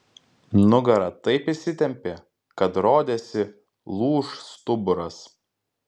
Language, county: Lithuanian, Klaipėda